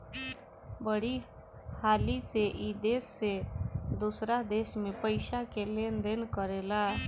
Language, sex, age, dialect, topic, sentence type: Bhojpuri, female, 18-24, Southern / Standard, banking, statement